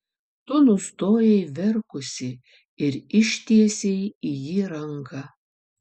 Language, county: Lithuanian, Vilnius